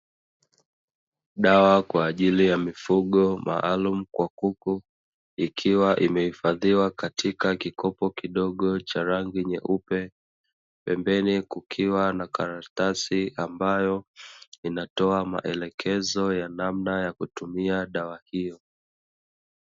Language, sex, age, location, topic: Swahili, male, 25-35, Dar es Salaam, agriculture